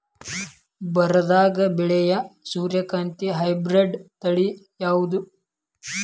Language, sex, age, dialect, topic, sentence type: Kannada, male, 18-24, Dharwad Kannada, agriculture, question